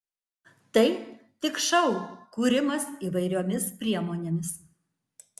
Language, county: Lithuanian, Tauragė